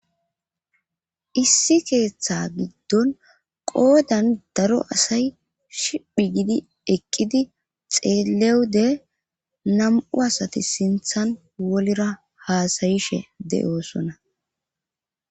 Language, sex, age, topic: Gamo, female, 25-35, government